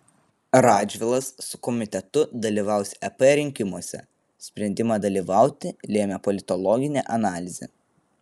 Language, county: Lithuanian, Vilnius